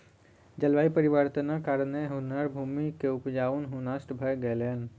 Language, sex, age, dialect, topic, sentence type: Maithili, female, 60-100, Southern/Standard, agriculture, statement